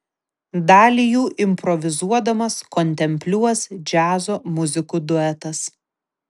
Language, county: Lithuanian, Vilnius